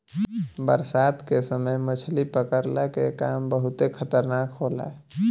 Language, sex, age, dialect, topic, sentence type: Bhojpuri, male, 18-24, Southern / Standard, agriculture, statement